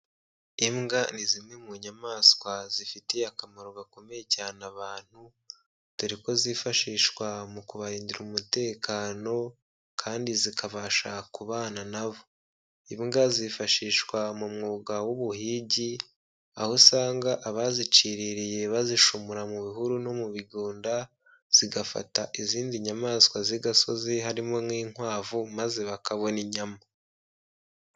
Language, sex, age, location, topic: Kinyarwanda, male, 25-35, Kigali, agriculture